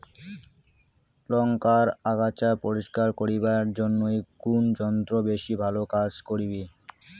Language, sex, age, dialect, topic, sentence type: Bengali, male, 18-24, Rajbangshi, agriculture, question